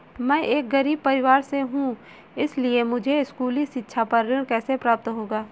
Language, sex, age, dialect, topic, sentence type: Hindi, female, 18-24, Marwari Dhudhari, banking, question